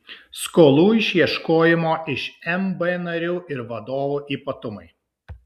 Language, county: Lithuanian, Kaunas